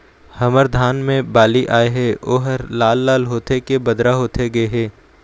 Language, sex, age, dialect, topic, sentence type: Chhattisgarhi, male, 18-24, Eastern, agriculture, question